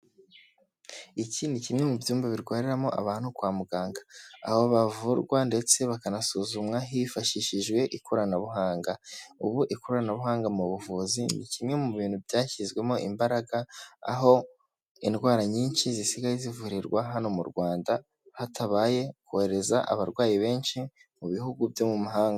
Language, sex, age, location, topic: Kinyarwanda, male, 18-24, Huye, health